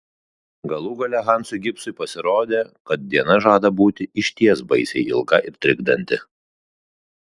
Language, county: Lithuanian, Kaunas